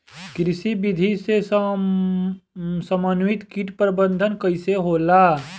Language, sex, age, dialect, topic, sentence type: Bhojpuri, male, 25-30, Southern / Standard, agriculture, question